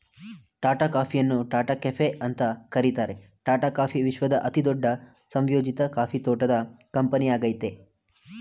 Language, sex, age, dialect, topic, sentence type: Kannada, male, 25-30, Mysore Kannada, agriculture, statement